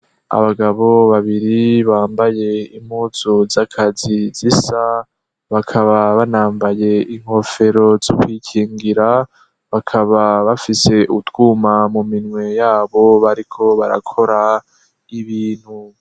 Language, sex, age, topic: Rundi, male, 18-24, education